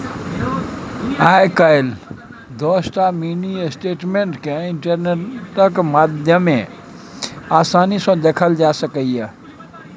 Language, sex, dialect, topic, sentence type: Maithili, male, Bajjika, banking, statement